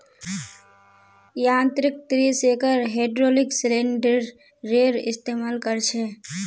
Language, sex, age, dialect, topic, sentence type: Magahi, female, 18-24, Northeastern/Surjapuri, agriculture, statement